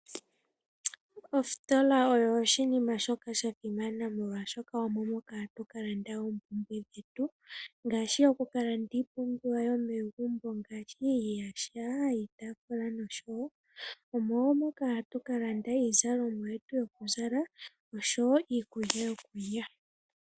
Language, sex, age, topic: Oshiwambo, female, 18-24, finance